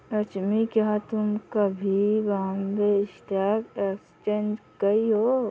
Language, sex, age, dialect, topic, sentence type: Hindi, female, 60-100, Kanauji Braj Bhasha, banking, statement